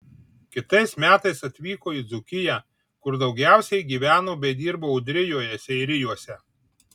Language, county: Lithuanian, Marijampolė